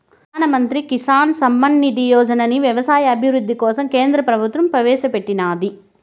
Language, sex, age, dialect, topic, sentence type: Telugu, female, 31-35, Southern, agriculture, statement